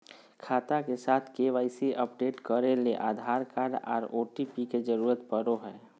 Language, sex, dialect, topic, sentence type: Magahi, male, Southern, banking, statement